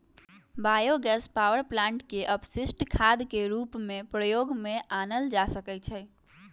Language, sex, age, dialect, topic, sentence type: Magahi, female, 18-24, Western, agriculture, statement